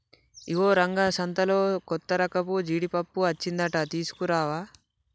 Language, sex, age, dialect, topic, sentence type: Telugu, male, 18-24, Telangana, agriculture, statement